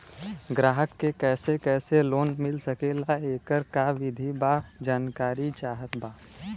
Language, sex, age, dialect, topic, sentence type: Bhojpuri, male, 18-24, Western, banking, question